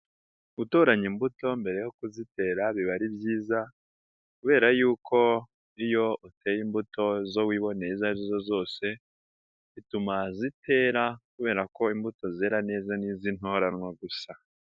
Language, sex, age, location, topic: Kinyarwanda, female, 18-24, Nyagatare, agriculture